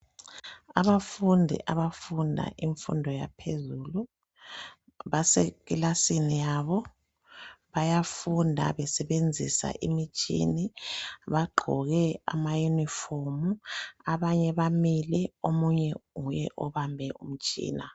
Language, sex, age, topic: North Ndebele, male, 25-35, education